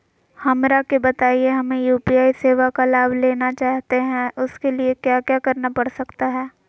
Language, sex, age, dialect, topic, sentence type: Magahi, female, 18-24, Southern, banking, question